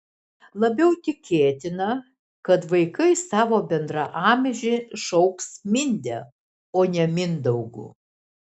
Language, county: Lithuanian, Šiauliai